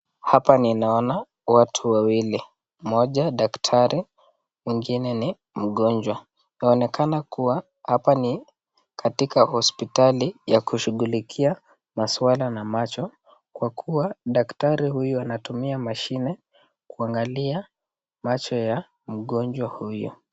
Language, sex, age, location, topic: Swahili, male, 18-24, Nakuru, health